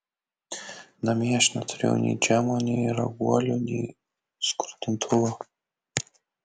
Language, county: Lithuanian, Kaunas